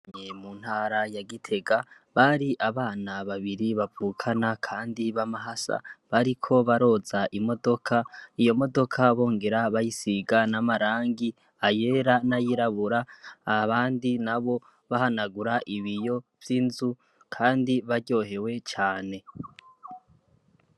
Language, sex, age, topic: Rundi, male, 18-24, education